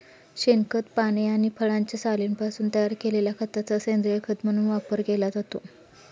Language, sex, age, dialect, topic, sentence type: Marathi, female, 31-35, Standard Marathi, agriculture, statement